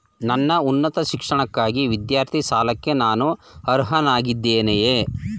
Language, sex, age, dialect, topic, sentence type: Kannada, male, 36-40, Mysore Kannada, banking, statement